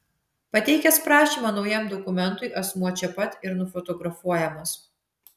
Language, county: Lithuanian, Vilnius